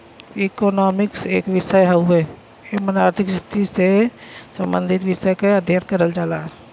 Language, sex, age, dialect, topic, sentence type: Bhojpuri, female, 41-45, Western, banking, statement